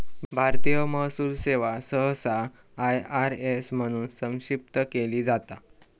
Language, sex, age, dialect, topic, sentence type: Marathi, male, 18-24, Southern Konkan, banking, statement